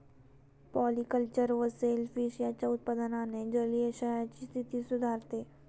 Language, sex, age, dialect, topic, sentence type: Marathi, female, 18-24, Standard Marathi, agriculture, statement